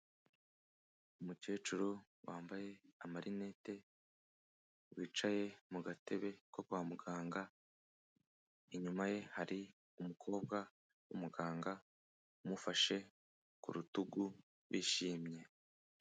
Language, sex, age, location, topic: Kinyarwanda, male, 18-24, Kigali, health